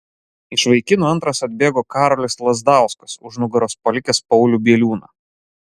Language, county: Lithuanian, Klaipėda